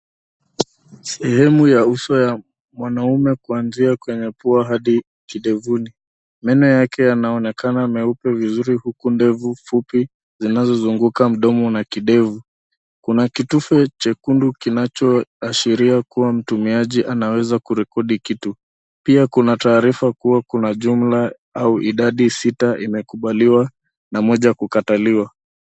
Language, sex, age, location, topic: Swahili, male, 25-35, Nairobi, health